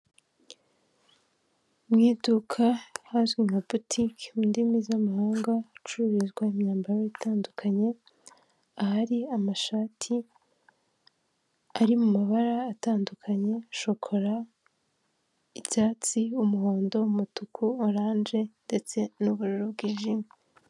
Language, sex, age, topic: Kinyarwanda, female, 18-24, finance